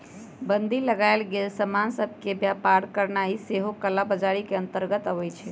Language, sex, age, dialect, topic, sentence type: Magahi, female, 56-60, Western, banking, statement